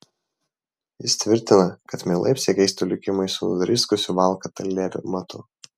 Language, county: Lithuanian, Vilnius